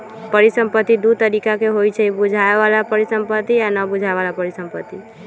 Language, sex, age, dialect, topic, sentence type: Magahi, female, 18-24, Western, banking, statement